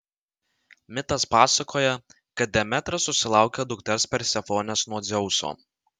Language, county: Lithuanian, Vilnius